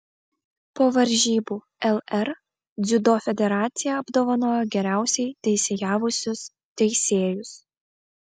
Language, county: Lithuanian, Vilnius